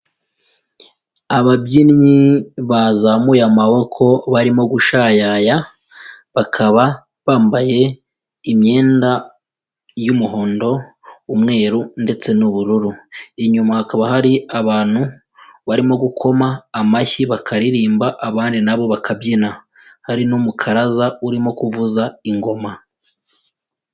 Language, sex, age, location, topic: Kinyarwanda, female, 18-24, Kigali, education